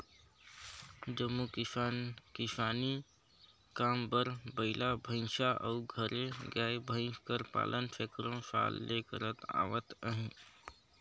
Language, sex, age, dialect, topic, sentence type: Chhattisgarhi, male, 60-100, Northern/Bhandar, agriculture, statement